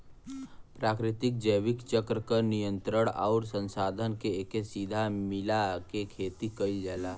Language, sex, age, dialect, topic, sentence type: Bhojpuri, male, 18-24, Western, agriculture, statement